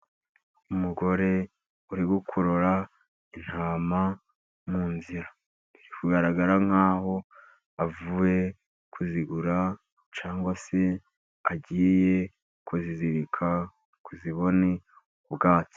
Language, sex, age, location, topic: Kinyarwanda, male, 50+, Musanze, agriculture